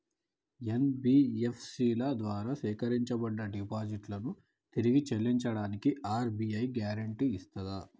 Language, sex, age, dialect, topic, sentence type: Telugu, male, 25-30, Telangana, banking, question